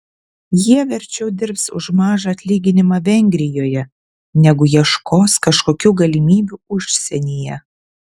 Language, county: Lithuanian, Vilnius